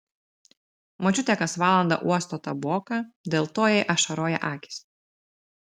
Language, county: Lithuanian, Telšiai